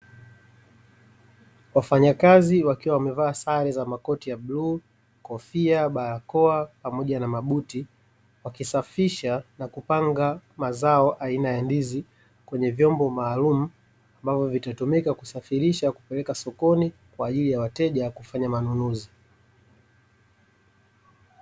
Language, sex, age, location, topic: Swahili, male, 25-35, Dar es Salaam, agriculture